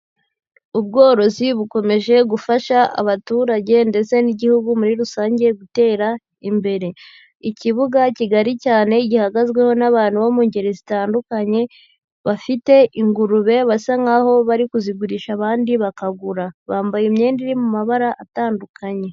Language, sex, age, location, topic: Kinyarwanda, female, 18-24, Huye, agriculture